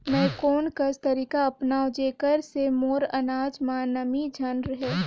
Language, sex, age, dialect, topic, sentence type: Chhattisgarhi, female, 18-24, Northern/Bhandar, agriculture, question